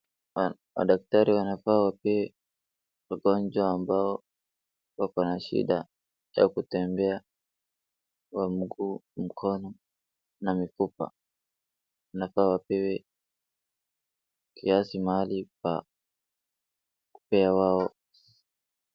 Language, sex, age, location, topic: Swahili, male, 18-24, Wajir, health